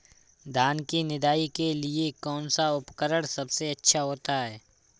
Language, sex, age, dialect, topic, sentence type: Hindi, male, 25-30, Awadhi Bundeli, agriculture, question